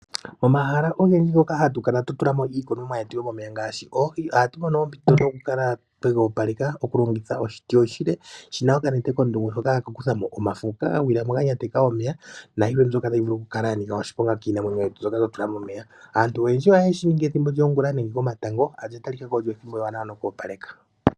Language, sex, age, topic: Oshiwambo, male, 25-35, agriculture